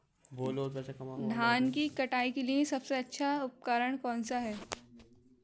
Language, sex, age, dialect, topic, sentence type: Hindi, male, 18-24, Kanauji Braj Bhasha, agriculture, question